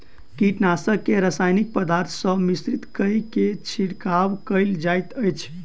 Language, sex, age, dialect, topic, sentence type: Maithili, male, 18-24, Southern/Standard, agriculture, statement